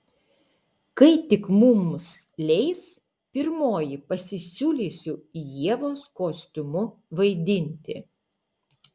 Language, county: Lithuanian, Utena